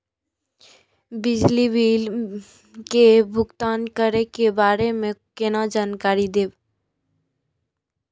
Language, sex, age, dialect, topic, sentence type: Maithili, female, 18-24, Eastern / Thethi, banking, question